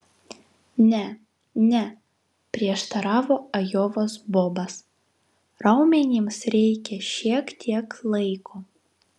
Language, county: Lithuanian, Vilnius